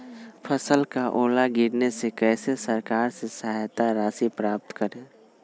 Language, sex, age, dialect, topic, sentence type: Magahi, male, 25-30, Western, agriculture, question